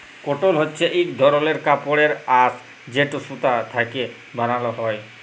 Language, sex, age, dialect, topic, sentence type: Bengali, male, 18-24, Jharkhandi, agriculture, statement